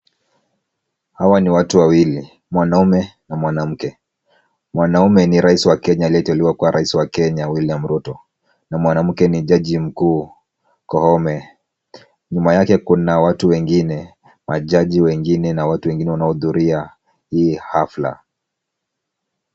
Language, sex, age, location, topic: Swahili, male, 18-24, Kisumu, government